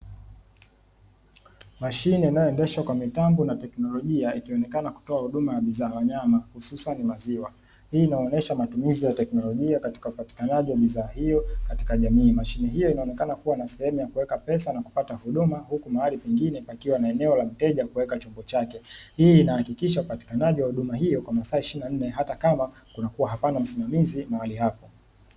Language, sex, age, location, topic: Swahili, male, 18-24, Dar es Salaam, finance